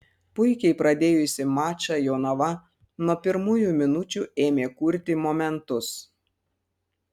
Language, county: Lithuanian, Panevėžys